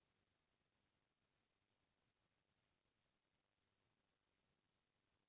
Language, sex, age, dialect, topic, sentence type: Chhattisgarhi, female, 36-40, Central, agriculture, question